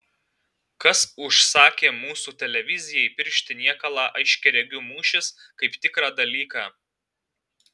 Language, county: Lithuanian, Alytus